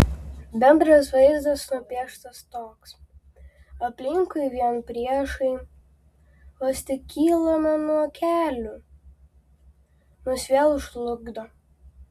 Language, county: Lithuanian, Klaipėda